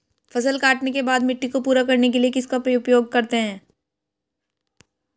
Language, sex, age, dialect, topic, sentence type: Hindi, female, 18-24, Hindustani Malvi Khadi Boli, agriculture, question